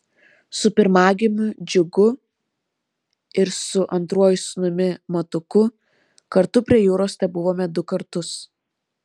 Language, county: Lithuanian, Vilnius